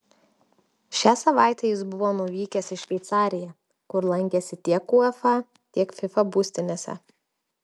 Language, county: Lithuanian, Telšiai